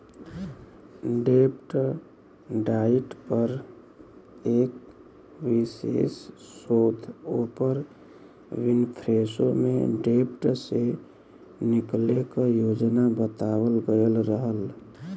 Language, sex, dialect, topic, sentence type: Bhojpuri, male, Western, banking, statement